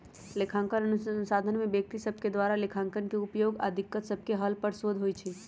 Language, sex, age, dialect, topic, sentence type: Magahi, female, 31-35, Western, banking, statement